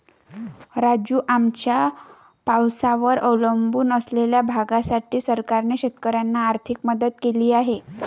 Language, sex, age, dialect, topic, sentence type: Marathi, female, 25-30, Varhadi, agriculture, statement